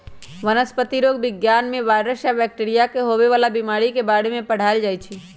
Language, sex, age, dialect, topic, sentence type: Magahi, female, 25-30, Western, agriculture, statement